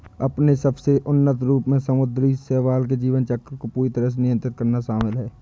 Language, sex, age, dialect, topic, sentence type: Hindi, male, 18-24, Awadhi Bundeli, agriculture, statement